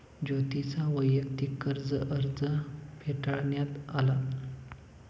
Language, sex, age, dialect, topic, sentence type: Marathi, male, 18-24, Standard Marathi, banking, statement